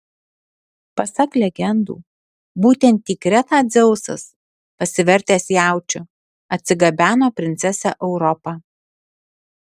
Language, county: Lithuanian, Alytus